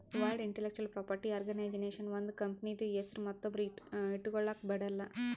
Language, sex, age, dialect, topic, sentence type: Kannada, male, 25-30, Northeastern, banking, statement